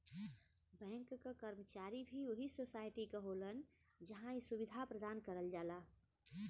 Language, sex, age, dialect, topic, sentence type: Bhojpuri, female, 41-45, Western, banking, statement